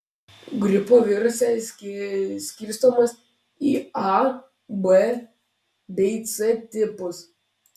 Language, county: Lithuanian, Klaipėda